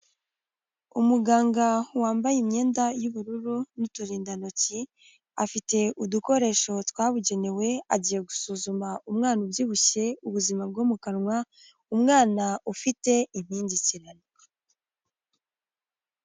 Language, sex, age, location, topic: Kinyarwanda, female, 18-24, Huye, health